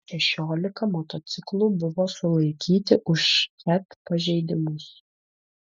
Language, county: Lithuanian, Utena